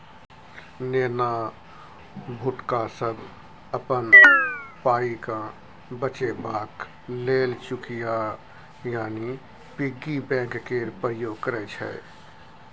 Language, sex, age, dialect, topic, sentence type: Maithili, male, 41-45, Bajjika, banking, statement